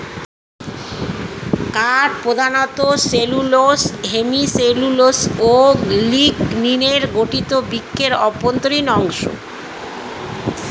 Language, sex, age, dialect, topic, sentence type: Bengali, female, 46-50, Standard Colloquial, agriculture, statement